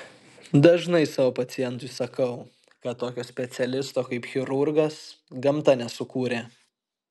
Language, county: Lithuanian, Kaunas